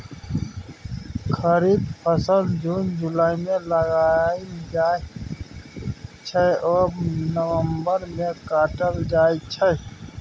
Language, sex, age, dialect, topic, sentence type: Maithili, male, 25-30, Bajjika, agriculture, statement